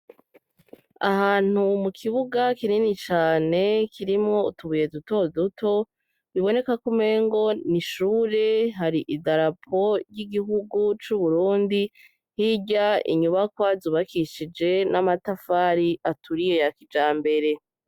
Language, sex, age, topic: Rundi, male, 36-49, education